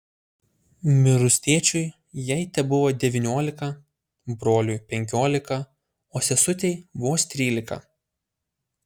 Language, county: Lithuanian, Utena